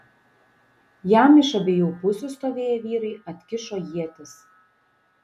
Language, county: Lithuanian, Šiauliai